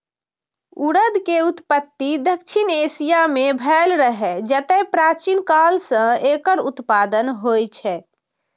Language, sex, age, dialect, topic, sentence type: Maithili, female, 25-30, Eastern / Thethi, agriculture, statement